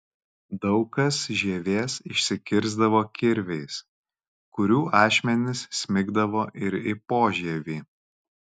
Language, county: Lithuanian, Kaunas